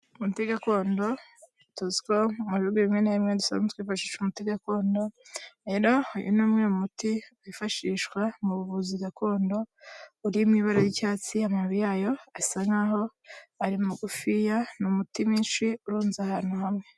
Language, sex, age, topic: Kinyarwanda, female, 18-24, health